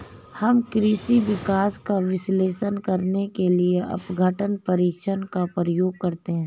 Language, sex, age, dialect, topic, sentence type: Hindi, female, 31-35, Marwari Dhudhari, agriculture, statement